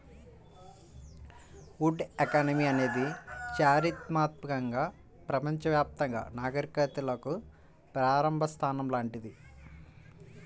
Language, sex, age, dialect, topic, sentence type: Telugu, male, 25-30, Central/Coastal, agriculture, statement